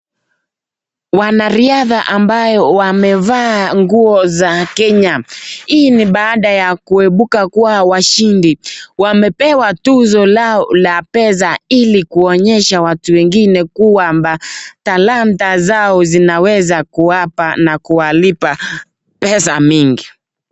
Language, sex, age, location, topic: Swahili, male, 18-24, Nakuru, education